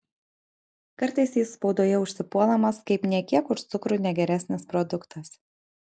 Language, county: Lithuanian, Kaunas